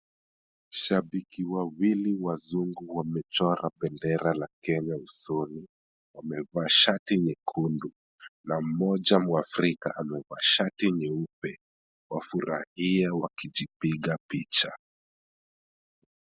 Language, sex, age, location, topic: Swahili, male, 25-35, Kisumu, government